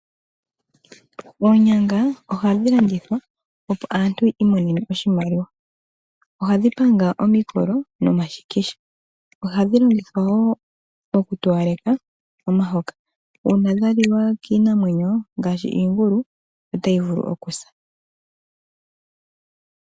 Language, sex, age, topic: Oshiwambo, female, 25-35, agriculture